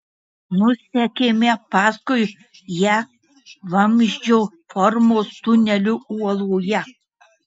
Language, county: Lithuanian, Marijampolė